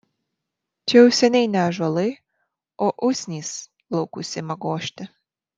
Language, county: Lithuanian, Marijampolė